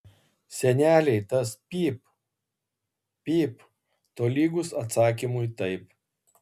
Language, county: Lithuanian, Kaunas